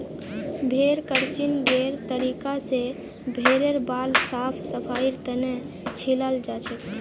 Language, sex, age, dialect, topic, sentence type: Magahi, female, 25-30, Northeastern/Surjapuri, agriculture, statement